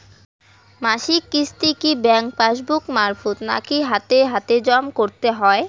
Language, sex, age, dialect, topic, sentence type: Bengali, female, 18-24, Rajbangshi, banking, question